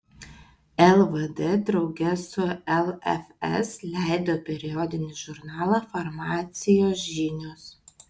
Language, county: Lithuanian, Vilnius